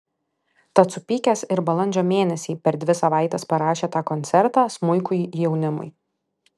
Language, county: Lithuanian, Alytus